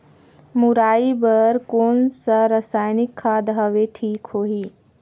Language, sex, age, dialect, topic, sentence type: Chhattisgarhi, female, 25-30, Northern/Bhandar, agriculture, question